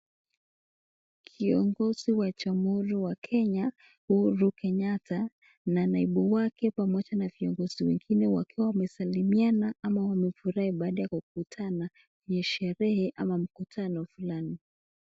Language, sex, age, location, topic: Swahili, female, 18-24, Nakuru, government